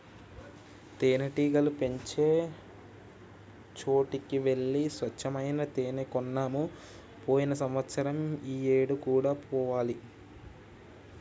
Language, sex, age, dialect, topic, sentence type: Telugu, male, 18-24, Telangana, agriculture, statement